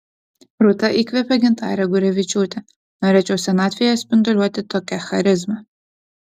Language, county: Lithuanian, Utena